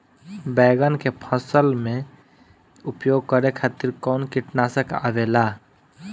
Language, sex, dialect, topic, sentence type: Bhojpuri, male, Northern, agriculture, question